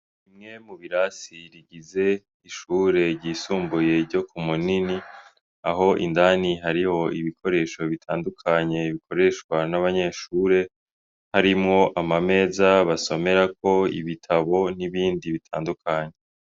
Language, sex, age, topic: Rundi, male, 18-24, education